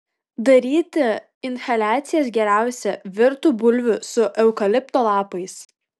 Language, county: Lithuanian, Kaunas